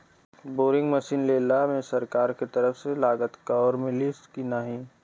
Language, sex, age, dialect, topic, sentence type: Bhojpuri, male, 18-24, Western, agriculture, question